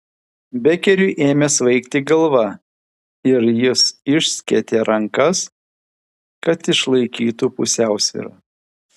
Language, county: Lithuanian, Vilnius